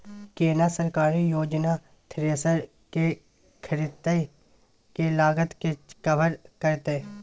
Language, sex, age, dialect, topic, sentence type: Maithili, male, 18-24, Bajjika, agriculture, question